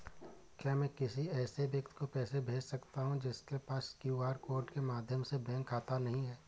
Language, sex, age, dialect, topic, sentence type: Hindi, male, 25-30, Awadhi Bundeli, banking, question